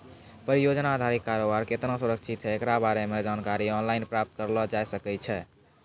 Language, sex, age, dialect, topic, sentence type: Maithili, male, 18-24, Angika, banking, statement